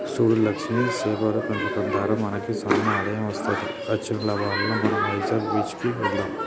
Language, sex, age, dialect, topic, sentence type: Telugu, male, 31-35, Telangana, agriculture, statement